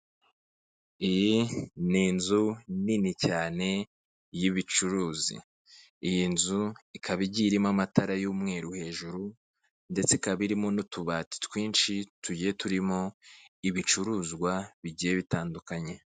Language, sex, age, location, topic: Kinyarwanda, male, 25-35, Kigali, finance